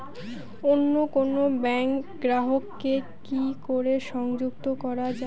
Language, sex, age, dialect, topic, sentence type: Bengali, female, 18-24, Rajbangshi, banking, question